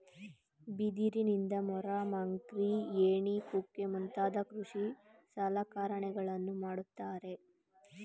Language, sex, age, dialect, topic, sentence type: Kannada, male, 18-24, Mysore Kannada, agriculture, statement